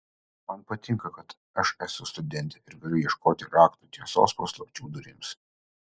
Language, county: Lithuanian, Utena